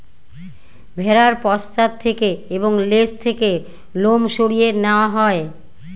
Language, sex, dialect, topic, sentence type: Bengali, female, Northern/Varendri, agriculture, statement